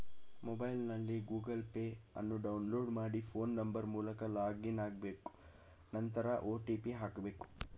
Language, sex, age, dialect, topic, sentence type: Kannada, male, 18-24, Mysore Kannada, banking, statement